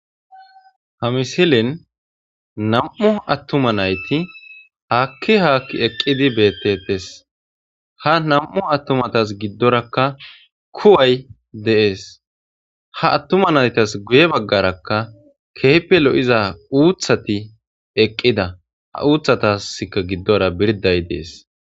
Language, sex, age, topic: Gamo, male, 25-35, agriculture